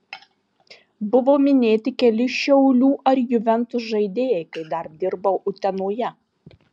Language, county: Lithuanian, Marijampolė